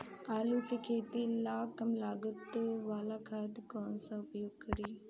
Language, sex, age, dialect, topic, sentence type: Bhojpuri, female, 25-30, Southern / Standard, agriculture, question